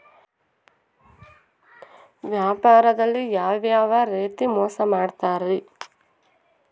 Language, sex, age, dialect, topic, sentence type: Kannada, female, 18-24, Central, agriculture, question